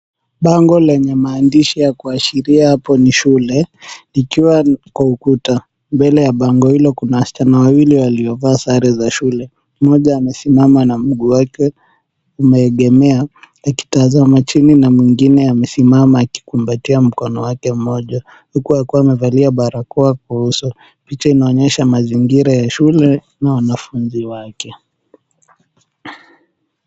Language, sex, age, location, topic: Swahili, male, 18-24, Mombasa, education